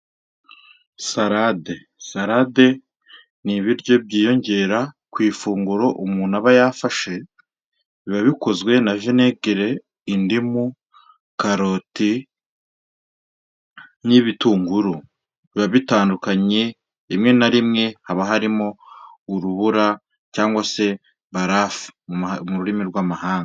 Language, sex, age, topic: Kinyarwanda, male, 25-35, agriculture